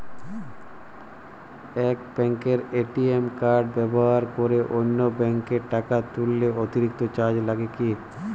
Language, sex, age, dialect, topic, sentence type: Bengali, male, 18-24, Jharkhandi, banking, question